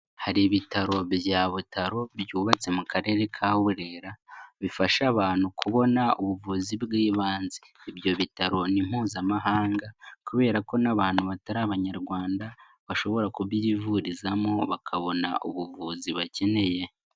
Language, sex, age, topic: Kinyarwanda, male, 18-24, health